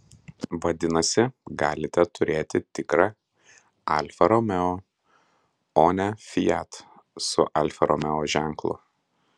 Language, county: Lithuanian, Klaipėda